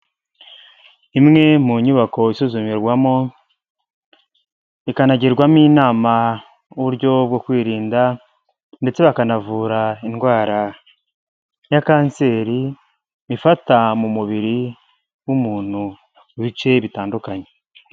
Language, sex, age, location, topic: Kinyarwanda, male, 25-35, Huye, health